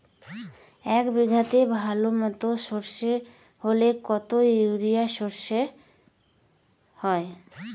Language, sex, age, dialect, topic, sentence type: Bengali, female, 25-30, Rajbangshi, agriculture, question